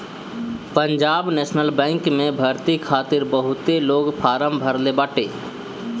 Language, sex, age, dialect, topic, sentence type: Bhojpuri, male, 25-30, Northern, banking, statement